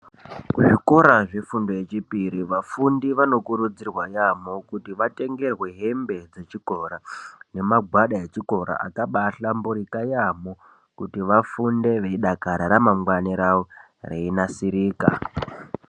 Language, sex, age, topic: Ndau, male, 18-24, education